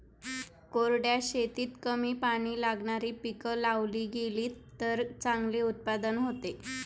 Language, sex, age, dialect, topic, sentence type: Marathi, female, 25-30, Standard Marathi, agriculture, statement